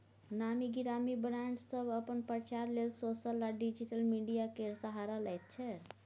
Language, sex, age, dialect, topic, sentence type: Maithili, female, 51-55, Bajjika, banking, statement